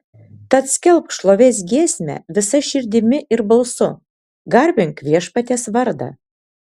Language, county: Lithuanian, Kaunas